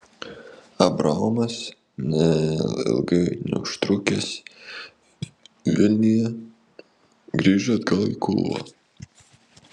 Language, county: Lithuanian, Kaunas